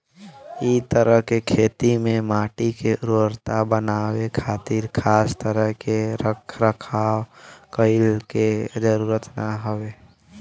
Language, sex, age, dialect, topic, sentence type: Bhojpuri, male, <18, Western, agriculture, statement